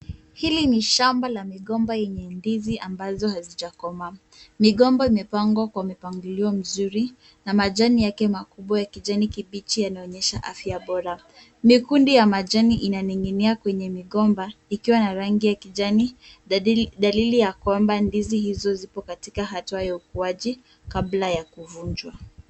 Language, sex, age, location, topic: Swahili, female, 18-24, Kisumu, agriculture